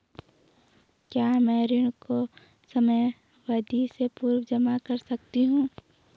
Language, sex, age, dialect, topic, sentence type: Hindi, female, 18-24, Garhwali, banking, question